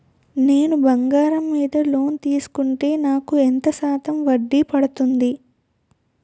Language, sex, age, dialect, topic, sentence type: Telugu, female, 18-24, Utterandhra, banking, question